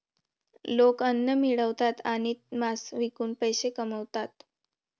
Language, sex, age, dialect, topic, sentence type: Marathi, female, 25-30, Varhadi, agriculture, statement